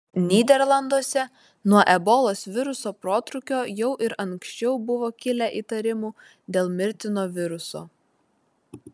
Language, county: Lithuanian, Vilnius